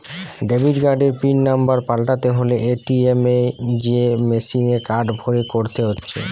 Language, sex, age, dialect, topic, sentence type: Bengali, male, 18-24, Western, banking, statement